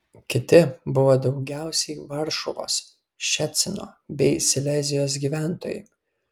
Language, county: Lithuanian, Kaunas